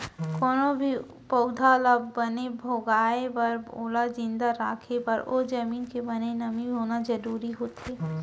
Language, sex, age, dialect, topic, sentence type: Chhattisgarhi, female, 60-100, Central, agriculture, statement